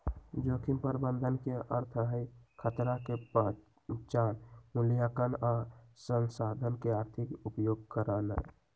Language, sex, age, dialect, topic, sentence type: Magahi, male, 18-24, Western, agriculture, statement